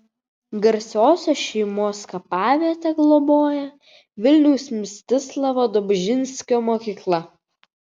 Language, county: Lithuanian, Vilnius